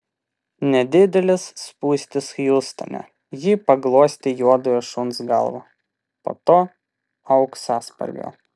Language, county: Lithuanian, Vilnius